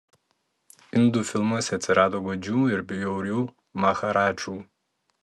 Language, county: Lithuanian, Telšiai